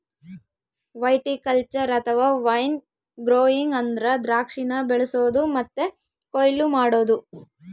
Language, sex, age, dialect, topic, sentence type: Kannada, female, 18-24, Central, agriculture, statement